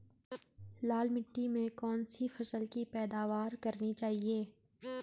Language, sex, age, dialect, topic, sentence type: Hindi, female, 18-24, Garhwali, agriculture, question